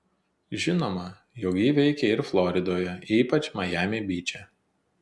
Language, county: Lithuanian, Telšiai